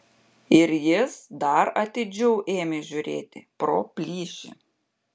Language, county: Lithuanian, Panevėžys